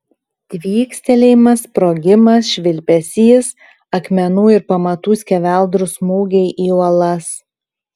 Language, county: Lithuanian, Kaunas